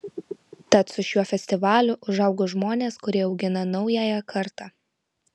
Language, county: Lithuanian, Vilnius